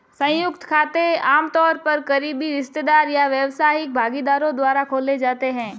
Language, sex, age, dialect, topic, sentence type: Hindi, female, 18-24, Marwari Dhudhari, banking, statement